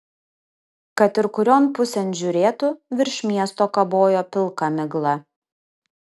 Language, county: Lithuanian, Kaunas